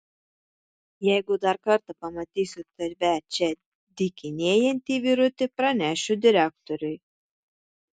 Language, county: Lithuanian, Tauragė